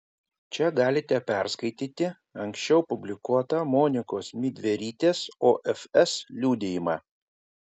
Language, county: Lithuanian, Kaunas